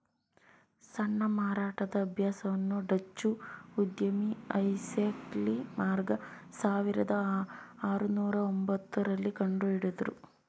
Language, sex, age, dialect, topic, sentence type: Kannada, female, 18-24, Mysore Kannada, banking, statement